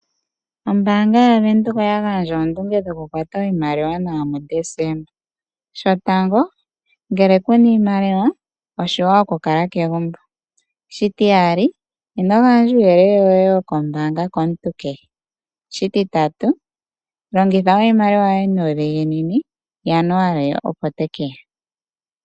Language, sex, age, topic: Oshiwambo, female, 18-24, finance